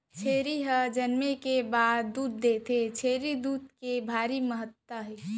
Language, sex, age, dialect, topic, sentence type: Chhattisgarhi, female, 46-50, Central, agriculture, statement